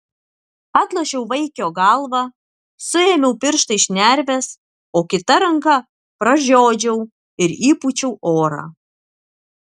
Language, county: Lithuanian, Alytus